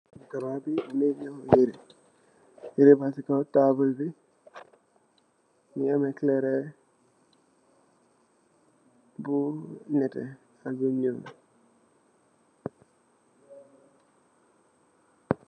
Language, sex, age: Wolof, male, 18-24